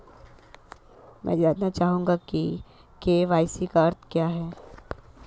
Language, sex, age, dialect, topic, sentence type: Hindi, female, 25-30, Marwari Dhudhari, banking, question